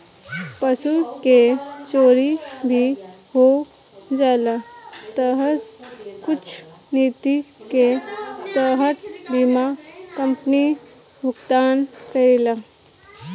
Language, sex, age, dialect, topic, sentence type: Bhojpuri, female, 25-30, Southern / Standard, banking, statement